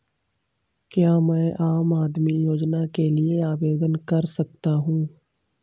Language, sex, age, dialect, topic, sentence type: Hindi, male, 25-30, Awadhi Bundeli, banking, question